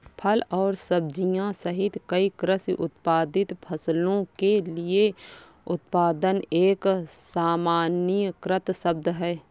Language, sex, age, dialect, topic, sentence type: Hindi, female, 25-30, Awadhi Bundeli, agriculture, statement